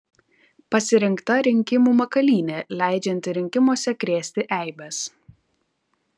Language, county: Lithuanian, Kaunas